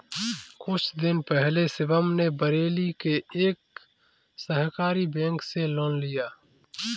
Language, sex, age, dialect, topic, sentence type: Hindi, male, 25-30, Kanauji Braj Bhasha, banking, statement